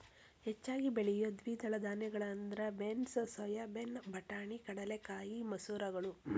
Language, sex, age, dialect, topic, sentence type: Kannada, female, 41-45, Dharwad Kannada, agriculture, statement